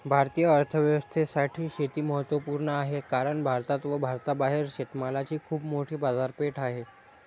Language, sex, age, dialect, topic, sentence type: Marathi, male, 46-50, Standard Marathi, agriculture, statement